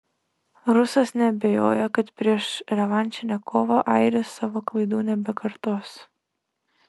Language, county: Lithuanian, Šiauliai